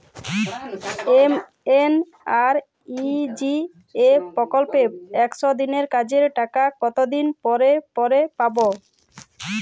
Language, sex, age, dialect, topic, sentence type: Bengali, female, 31-35, Jharkhandi, banking, question